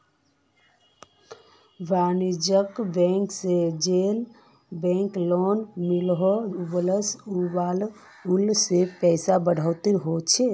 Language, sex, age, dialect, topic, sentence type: Magahi, female, 25-30, Northeastern/Surjapuri, banking, statement